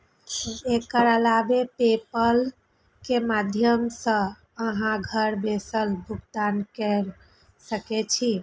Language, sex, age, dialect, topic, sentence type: Maithili, female, 31-35, Eastern / Thethi, banking, statement